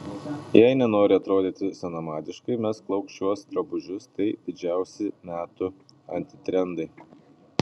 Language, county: Lithuanian, Panevėžys